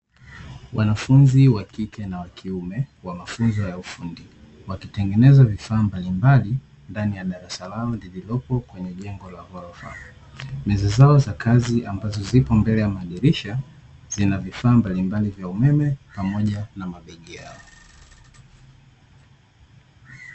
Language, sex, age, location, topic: Swahili, male, 18-24, Dar es Salaam, education